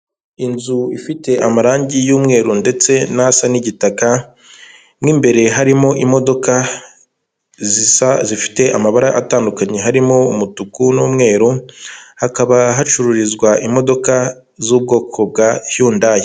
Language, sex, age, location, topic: Kinyarwanda, male, 25-35, Kigali, finance